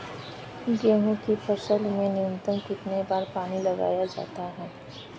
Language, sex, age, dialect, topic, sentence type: Hindi, female, 25-30, Kanauji Braj Bhasha, agriculture, question